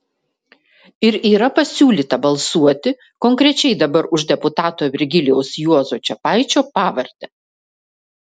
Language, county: Lithuanian, Vilnius